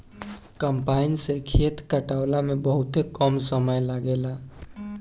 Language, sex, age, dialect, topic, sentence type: Bhojpuri, male, 18-24, Southern / Standard, agriculture, statement